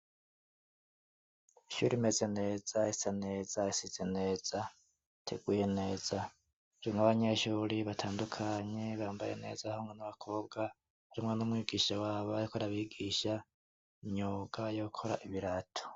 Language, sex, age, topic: Rundi, male, 25-35, education